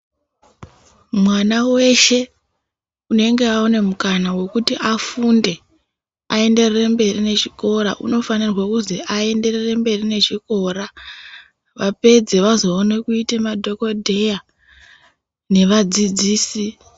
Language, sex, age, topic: Ndau, female, 18-24, education